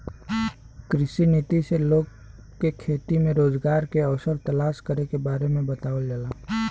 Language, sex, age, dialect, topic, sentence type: Bhojpuri, male, 18-24, Western, agriculture, statement